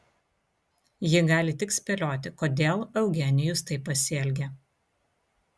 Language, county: Lithuanian, Vilnius